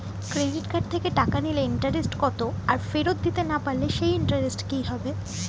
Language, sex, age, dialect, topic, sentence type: Bengali, female, 18-24, Standard Colloquial, banking, question